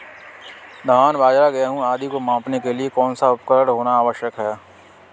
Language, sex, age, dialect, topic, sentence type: Hindi, male, 18-24, Kanauji Braj Bhasha, agriculture, question